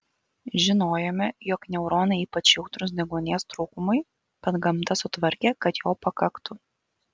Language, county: Lithuanian, Kaunas